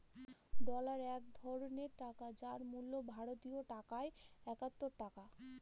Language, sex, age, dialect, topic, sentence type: Bengali, female, 25-30, Northern/Varendri, banking, statement